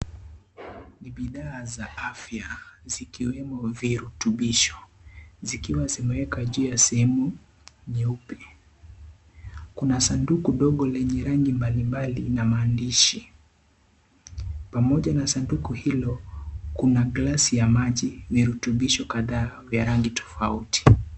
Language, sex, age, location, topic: Swahili, male, 18-24, Kisii, health